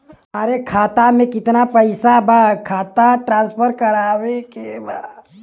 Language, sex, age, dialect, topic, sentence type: Bhojpuri, male, 18-24, Western, banking, question